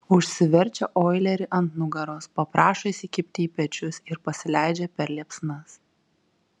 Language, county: Lithuanian, Kaunas